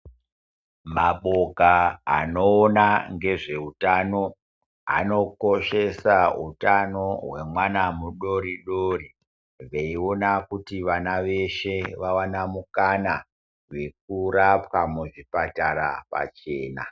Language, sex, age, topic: Ndau, male, 50+, health